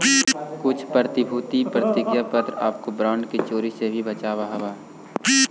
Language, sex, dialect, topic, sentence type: Magahi, male, Central/Standard, banking, statement